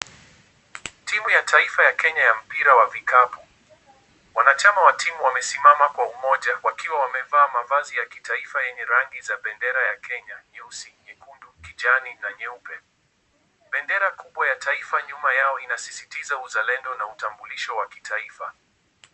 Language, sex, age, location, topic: Swahili, male, 18-24, Kisumu, government